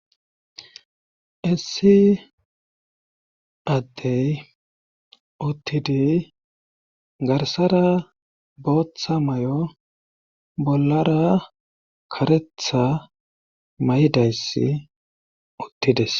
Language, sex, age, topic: Gamo, male, 36-49, government